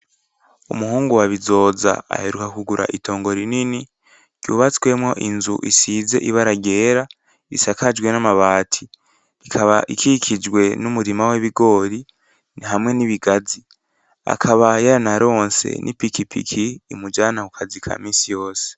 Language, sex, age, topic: Rundi, male, 18-24, agriculture